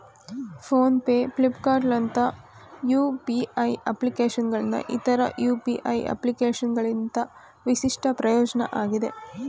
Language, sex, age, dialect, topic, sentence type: Kannada, female, 25-30, Mysore Kannada, banking, statement